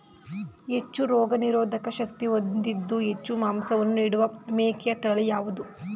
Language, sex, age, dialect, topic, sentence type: Kannada, female, 31-35, Mysore Kannada, agriculture, question